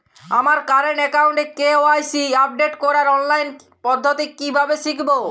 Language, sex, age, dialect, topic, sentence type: Bengali, male, 18-24, Jharkhandi, banking, question